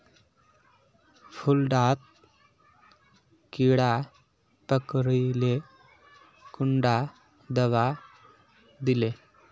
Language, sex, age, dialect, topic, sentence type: Magahi, male, 18-24, Northeastern/Surjapuri, agriculture, question